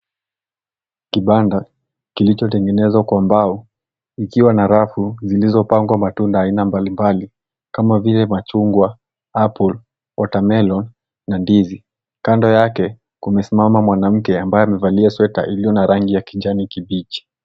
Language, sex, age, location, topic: Swahili, male, 18-24, Nairobi, agriculture